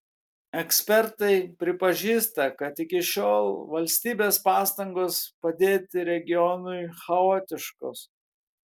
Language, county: Lithuanian, Kaunas